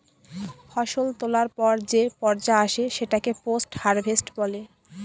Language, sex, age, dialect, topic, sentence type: Bengali, female, 18-24, Jharkhandi, agriculture, statement